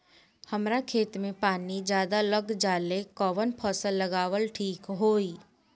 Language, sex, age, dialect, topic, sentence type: Bhojpuri, female, 18-24, Southern / Standard, agriculture, question